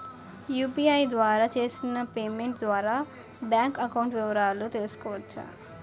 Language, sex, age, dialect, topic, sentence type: Telugu, male, 18-24, Utterandhra, banking, question